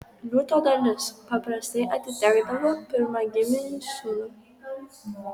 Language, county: Lithuanian, Kaunas